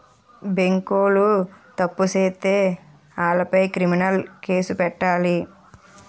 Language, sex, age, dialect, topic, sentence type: Telugu, female, 41-45, Utterandhra, banking, statement